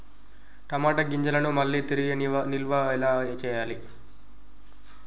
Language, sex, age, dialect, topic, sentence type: Telugu, male, 18-24, Telangana, agriculture, question